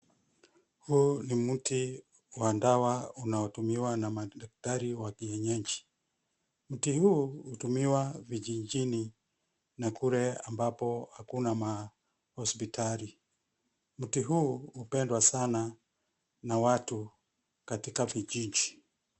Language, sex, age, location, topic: Swahili, male, 50+, Nairobi, health